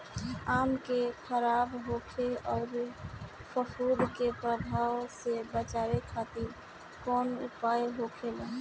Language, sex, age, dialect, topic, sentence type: Bhojpuri, female, 18-24, Northern, agriculture, question